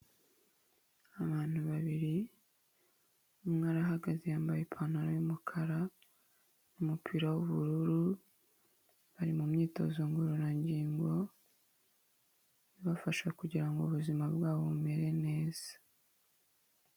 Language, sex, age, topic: Kinyarwanda, female, 25-35, health